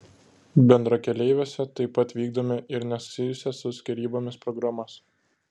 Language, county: Lithuanian, Klaipėda